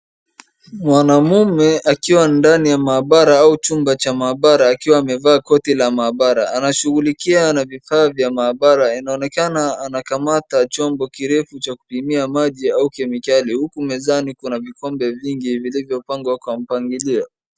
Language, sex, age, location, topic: Swahili, male, 25-35, Wajir, agriculture